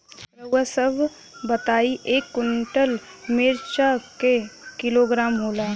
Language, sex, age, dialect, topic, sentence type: Bhojpuri, female, 18-24, Western, agriculture, question